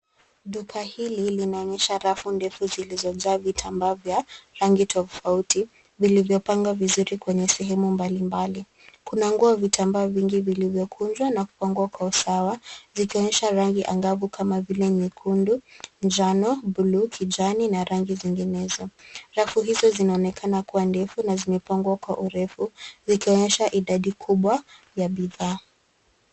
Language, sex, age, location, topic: Swahili, female, 25-35, Nairobi, finance